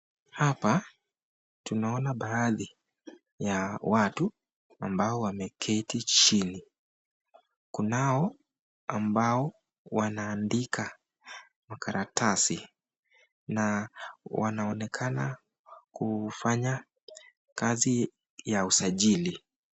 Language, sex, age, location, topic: Swahili, male, 25-35, Nakuru, government